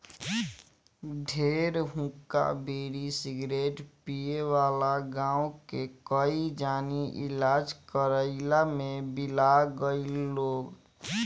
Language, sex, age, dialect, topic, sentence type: Bhojpuri, male, 18-24, Northern, agriculture, statement